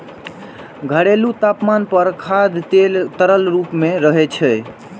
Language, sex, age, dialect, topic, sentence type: Maithili, male, 18-24, Eastern / Thethi, agriculture, statement